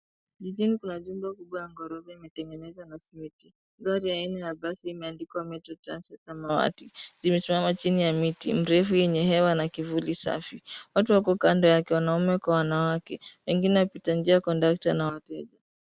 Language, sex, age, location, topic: Swahili, female, 18-24, Nairobi, government